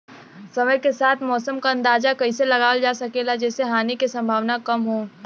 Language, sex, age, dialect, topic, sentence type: Bhojpuri, female, 18-24, Western, agriculture, question